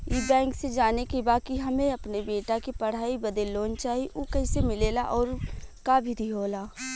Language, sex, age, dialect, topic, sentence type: Bhojpuri, female, 25-30, Western, banking, question